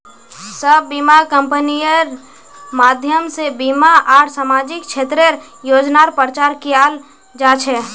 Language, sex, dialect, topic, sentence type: Magahi, female, Northeastern/Surjapuri, banking, statement